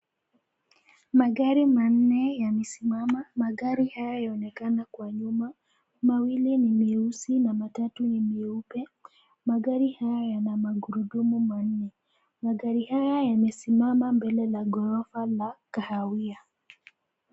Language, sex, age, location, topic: Swahili, female, 25-35, Nairobi, finance